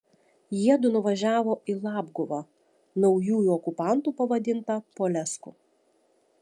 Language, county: Lithuanian, Šiauliai